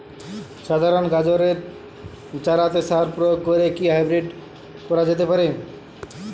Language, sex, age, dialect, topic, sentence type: Bengali, male, 18-24, Jharkhandi, agriculture, question